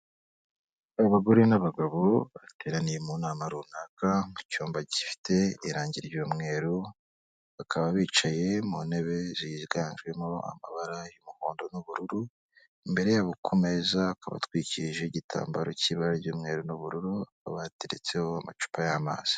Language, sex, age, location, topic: Kinyarwanda, female, 25-35, Kigali, health